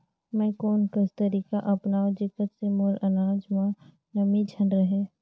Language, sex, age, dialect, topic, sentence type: Chhattisgarhi, female, 31-35, Northern/Bhandar, agriculture, question